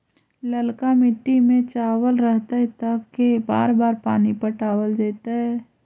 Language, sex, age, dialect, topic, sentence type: Magahi, female, 51-55, Central/Standard, agriculture, question